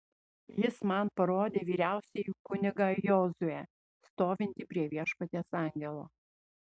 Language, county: Lithuanian, Panevėžys